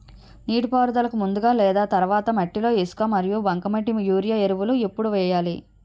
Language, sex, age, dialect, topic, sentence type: Telugu, female, 31-35, Utterandhra, agriculture, question